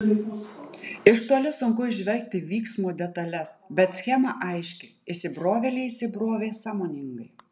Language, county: Lithuanian, Utena